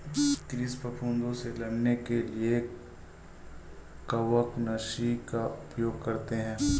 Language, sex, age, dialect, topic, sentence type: Hindi, male, 18-24, Awadhi Bundeli, agriculture, statement